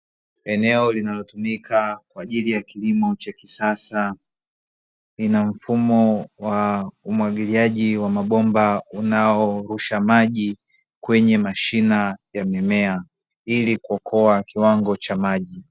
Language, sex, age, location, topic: Swahili, male, 36-49, Dar es Salaam, agriculture